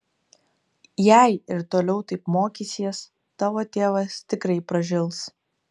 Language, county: Lithuanian, Kaunas